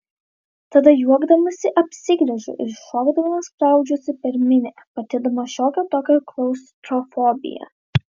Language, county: Lithuanian, Vilnius